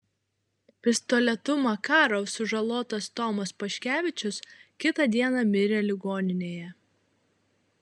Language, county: Lithuanian, Šiauliai